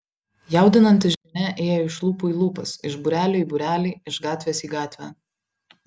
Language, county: Lithuanian, Vilnius